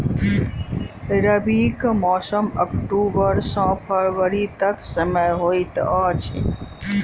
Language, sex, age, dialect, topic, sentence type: Maithili, female, 46-50, Southern/Standard, agriculture, statement